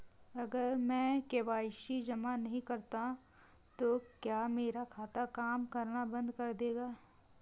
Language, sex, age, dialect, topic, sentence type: Hindi, female, 18-24, Marwari Dhudhari, banking, question